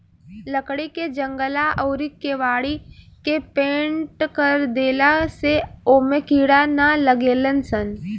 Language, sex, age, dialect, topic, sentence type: Bhojpuri, female, 18-24, Southern / Standard, agriculture, statement